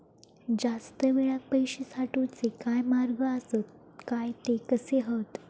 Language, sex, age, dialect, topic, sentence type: Marathi, female, 18-24, Southern Konkan, banking, question